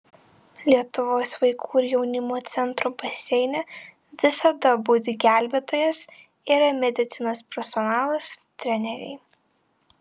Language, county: Lithuanian, Vilnius